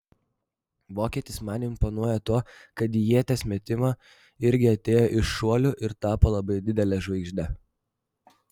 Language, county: Lithuanian, Vilnius